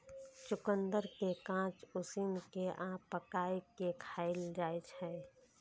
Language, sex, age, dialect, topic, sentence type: Maithili, female, 18-24, Eastern / Thethi, agriculture, statement